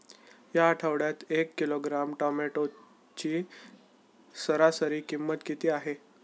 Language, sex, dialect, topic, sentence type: Marathi, male, Standard Marathi, agriculture, question